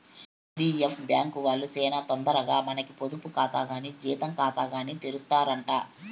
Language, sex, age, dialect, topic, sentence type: Telugu, male, 56-60, Southern, banking, statement